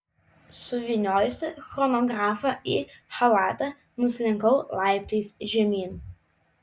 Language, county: Lithuanian, Vilnius